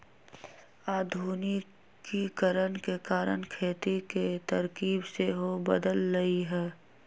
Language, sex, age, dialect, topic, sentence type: Magahi, female, 18-24, Western, agriculture, statement